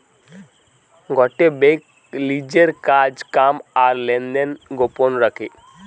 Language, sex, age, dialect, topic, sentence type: Bengali, male, 18-24, Western, banking, statement